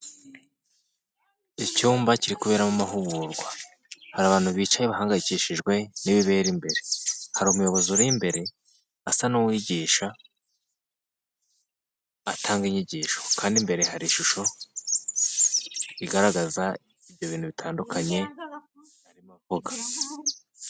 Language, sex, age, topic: Kinyarwanda, male, 18-24, health